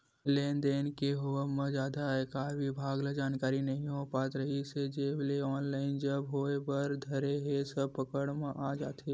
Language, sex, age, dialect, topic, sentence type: Chhattisgarhi, male, 18-24, Western/Budati/Khatahi, banking, statement